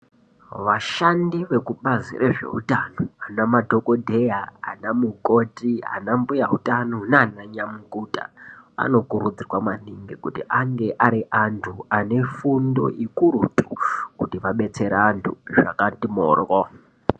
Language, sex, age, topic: Ndau, female, 50+, health